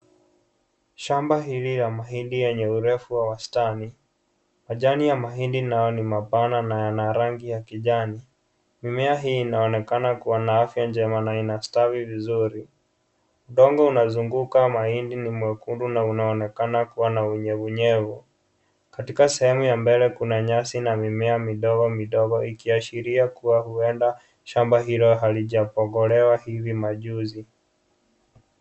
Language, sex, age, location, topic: Swahili, male, 18-24, Kisii, agriculture